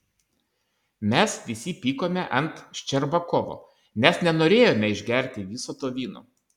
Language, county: Lithuanian, Kaunas